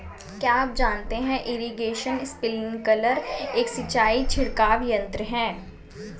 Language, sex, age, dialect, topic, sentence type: Hindi, female, 18-24, Hindustani Malvi Khadi Boli, agriculture, statement